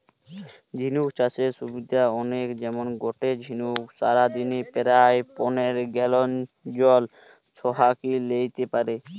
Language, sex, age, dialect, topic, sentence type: Bengali, male, 18-24, Western, agriculture, statement